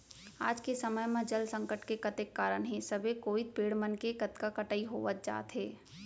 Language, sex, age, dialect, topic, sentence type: Chhattisgarhi, female, 25-30, Central, agriculture, statement